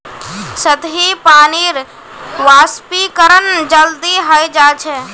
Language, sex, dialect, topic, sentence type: Magahi, female, Northeastern/Surjapuri, agriculture, statement